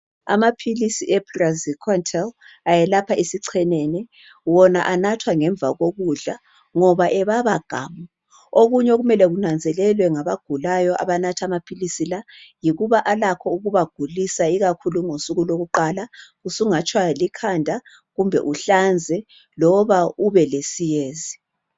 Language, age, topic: North Ndebele, 36-49, health